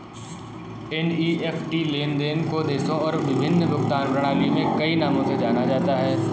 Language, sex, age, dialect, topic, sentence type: Hindi, male, 18-24, Kanauji Braj Bhasha, banking, statement